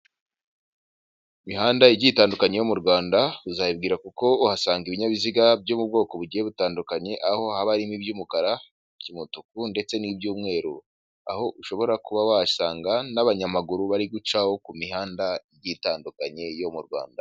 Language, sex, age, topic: Kinyarwanda, male, 18-24, government